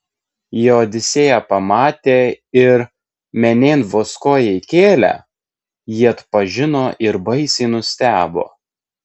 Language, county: Lithuanian, Kaunas